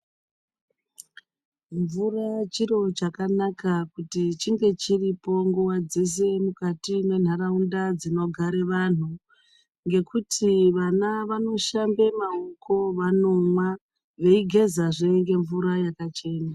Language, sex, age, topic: Ndau, male, 36-49, health